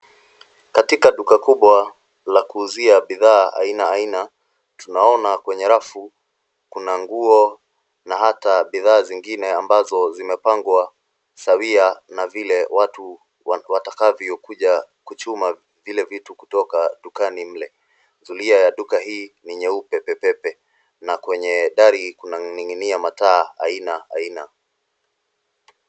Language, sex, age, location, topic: Swahili, male, 25-35, Nairobi, finance